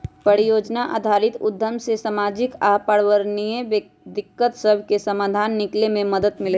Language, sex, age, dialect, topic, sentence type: Magahi, female, 25-30, Western, banking, statement